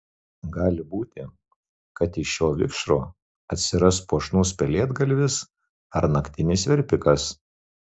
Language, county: Lithuanian, Marijampolė